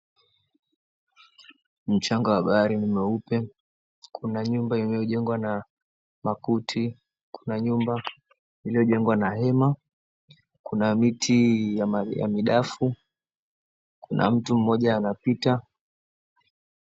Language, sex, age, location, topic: Swahili, male, 25-35, Mombasa, government